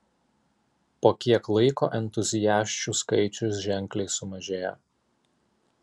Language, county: Lithuanian, Alytus